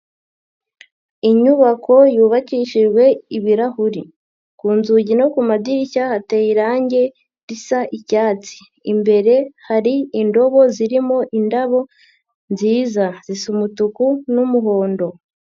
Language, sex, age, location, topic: Kinyarwanda, female, 50+, Nyagatare, education